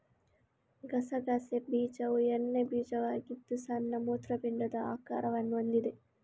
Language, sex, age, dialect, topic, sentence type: Kannada, female, 36-40, Coastal/Dakshin, agriculture, statement